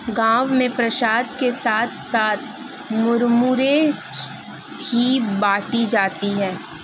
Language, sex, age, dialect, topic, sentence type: Hindi, female, 18-24, Marwari Dhudhari, agriculture, statement